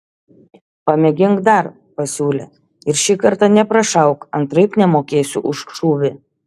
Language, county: Lithuanian, Šiauliai